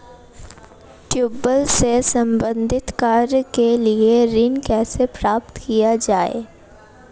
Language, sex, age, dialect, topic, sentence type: Hindi, female, 18-24, Marwari Dhudhari, banking, question